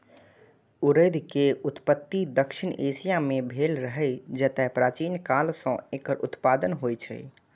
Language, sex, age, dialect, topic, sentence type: Maithili, male, 41-45, Eastern / Thethi, agriculture, statement